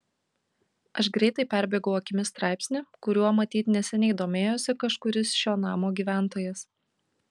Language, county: Lithuanian, Kaunas